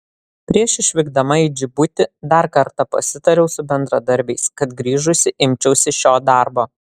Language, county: Lithuanian, Vilnius